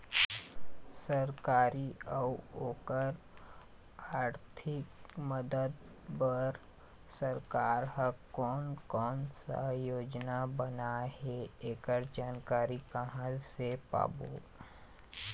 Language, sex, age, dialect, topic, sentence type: Chhattisgarhi, male, 51-55, Eastern, agriculture, question